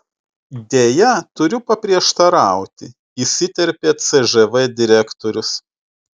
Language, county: Lithuanian, Utena